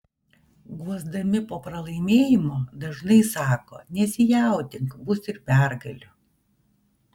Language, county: Lithuanian, Vilnius